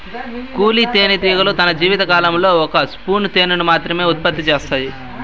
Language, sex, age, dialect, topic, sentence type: Telugu, male, 18-24, Southern, agriculture, statement